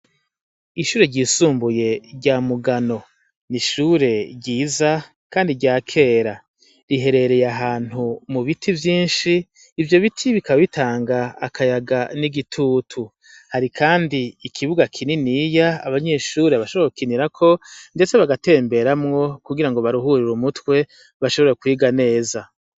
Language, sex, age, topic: Rundi, male, 50+, education